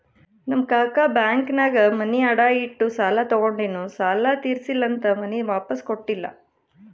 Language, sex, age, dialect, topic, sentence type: Kannada, female, 31-35, Northeastern, banking, statement